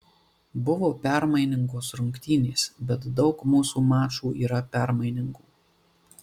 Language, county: Lithuanian, Marijampolė